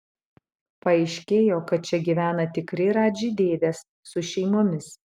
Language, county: Lithuanian, Utena